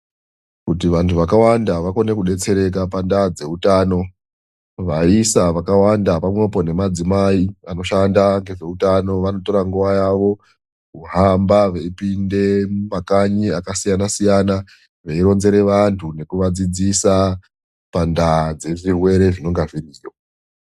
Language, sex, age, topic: Ndau, male, 36-49, health